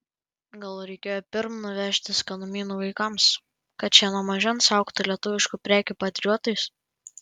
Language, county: Lithuanian, Panevėžys